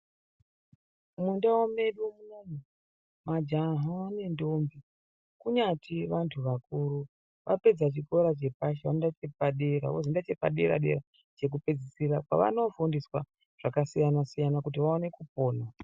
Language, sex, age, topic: Ndau, male, 36-49, education